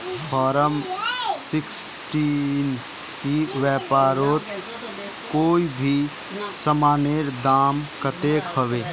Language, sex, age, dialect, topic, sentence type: Magahi, male, 18-24, Northeastern/Surjapuri, agriculture, question